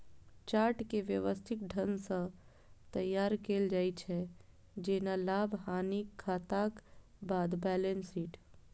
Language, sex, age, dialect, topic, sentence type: Maithili, female, 31-35, Eastern / Thethi, banking, statement